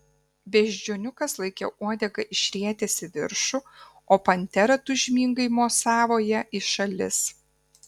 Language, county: Lithuanian, Kaunas